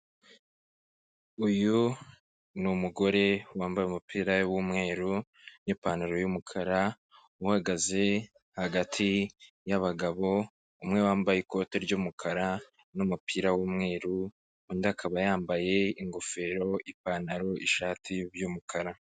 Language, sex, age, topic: Kinyarwanda, male, 25-35, government